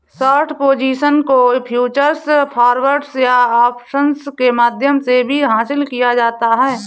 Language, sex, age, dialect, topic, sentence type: Hindi, female, 25-30, Awadhi Bundeli, banking, statement